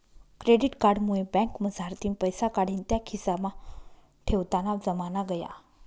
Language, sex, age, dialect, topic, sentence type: Marathi, female, 46-50, Northern Konkan, banking, statement